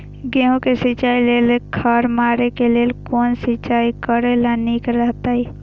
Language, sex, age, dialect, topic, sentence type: Maithili, female, 18-24, Eastern / Thethi, agriculture, question